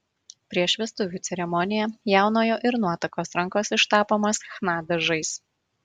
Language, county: Lithuanian, Marijampolė